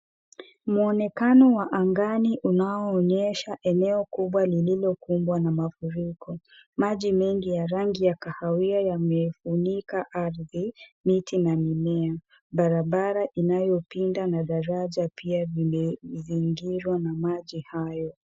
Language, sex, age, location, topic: Swahili, female, 18-24, Kisumu, health